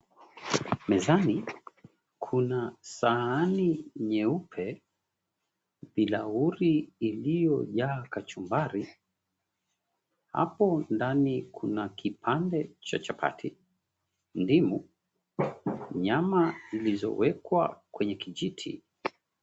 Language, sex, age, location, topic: Swahili, male, 36-49, Mombasa, agriculture